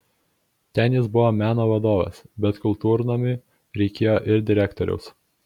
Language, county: Lithuanian, Kaunas